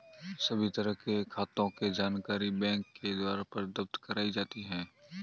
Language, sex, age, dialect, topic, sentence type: Hindi, male, 25-30, Marwari Dhudhari, banking, statement